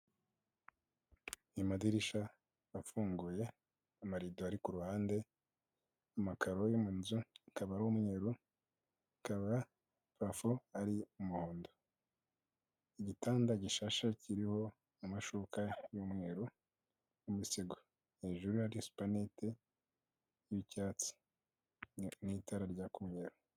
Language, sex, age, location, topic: Kinyarwanda, male, 25-35, Kigali, finance